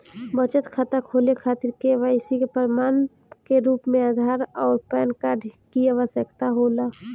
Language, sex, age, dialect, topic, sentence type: Bhojpuri, female, 18-24, Northern, banking, statement